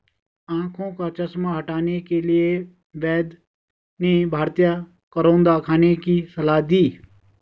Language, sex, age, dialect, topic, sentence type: Hindi, male, 36-40, Garhwali, agriculture, statement